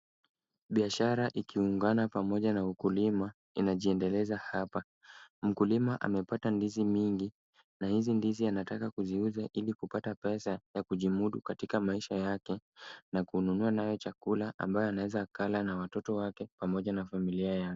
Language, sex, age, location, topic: Swahili, male, 18-24, Kisumu, agriculture